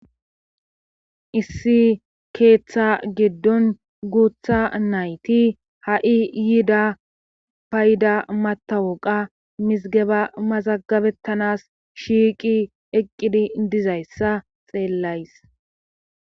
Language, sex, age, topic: Gamo, female, 25-35, government